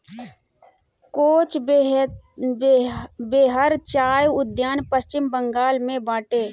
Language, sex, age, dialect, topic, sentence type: Bhojpuri, female, 31-35, Northern, agriculture, statement